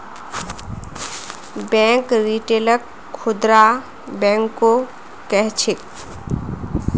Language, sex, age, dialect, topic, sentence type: Magahi, female, 18-24, Northeastern/Surjapuri, banking, statement